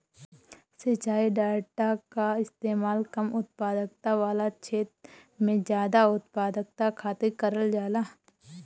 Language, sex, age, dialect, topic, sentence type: Bhojpuri, female, 18-24, Northern, agriculture, statement